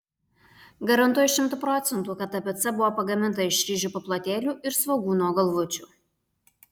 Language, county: Lithuanian, Alytus